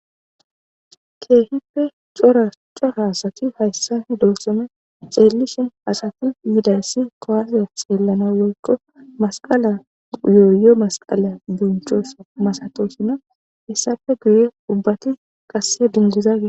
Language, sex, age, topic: Gamo, female, 25-35, government